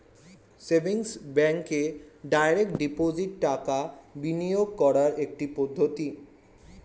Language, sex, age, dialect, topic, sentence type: Bengali, male, 18-24, Standard Colloquial, banking, statement